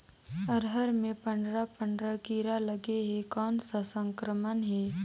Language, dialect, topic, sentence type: Chhattisgarhi, Northern/Bhandar, agriculture, question